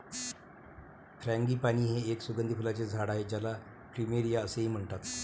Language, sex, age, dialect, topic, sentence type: Marathi, male, 36-40, Varhadi, agriculture, statement